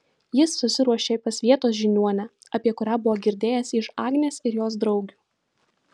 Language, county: Lithuanian, Vilnius